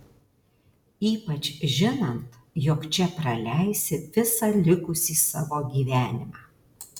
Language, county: Lithuanian, Alytus